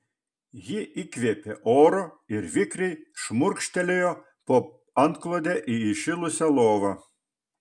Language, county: Lithuanian, Vilnius